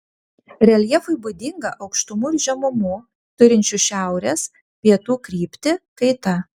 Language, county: Lithuanian, Vilnius